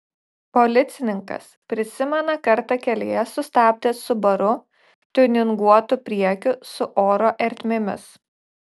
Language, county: Lithuanian, Šiauliai